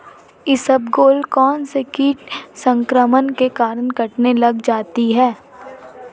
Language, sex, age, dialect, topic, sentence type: Hindi, female, 18-24, Marwari Dhudhari, agriculture, question